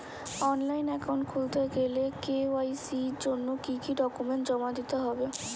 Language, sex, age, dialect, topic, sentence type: Bengali, female, 25-30, Standard Colloquial, banking, question